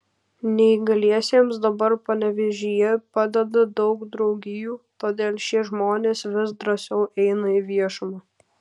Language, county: Lithuanian, Kaunas